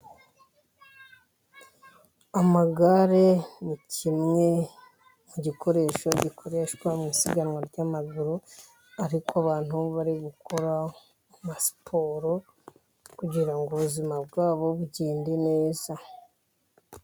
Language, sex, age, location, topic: Kinyarwanda, female, 50+, Musanze, government